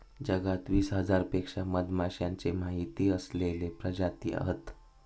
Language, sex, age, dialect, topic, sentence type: Marathi, male, 18-24, Southern Konkan, agriculture, statement